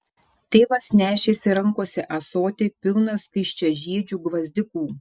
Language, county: Lithuanian, Šiauliai